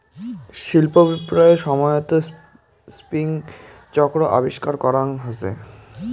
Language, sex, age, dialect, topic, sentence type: Bengali, male, 18-24, Rajbangshi, agriculture, statement